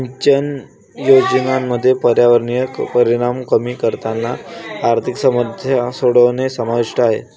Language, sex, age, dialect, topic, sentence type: Marathi, male, 18-24, Varhadi, agriculture, statement